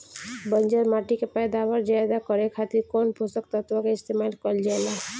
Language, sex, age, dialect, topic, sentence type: Bhojpuri, female, 18-24, Northern, agriculture, question